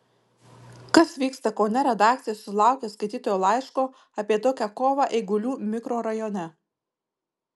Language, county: Lithuanian, Marijampolė